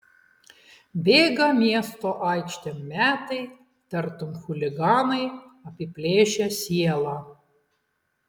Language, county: Lithuanian, Klaipėda